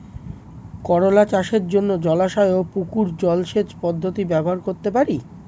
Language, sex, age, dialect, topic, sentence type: Bengali, male, 25-30, Standard Colloquial, agriculture, question